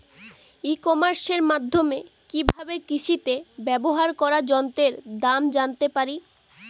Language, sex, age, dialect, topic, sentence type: Bengali, female, 18-24, Northern/Varendri, agriculture, question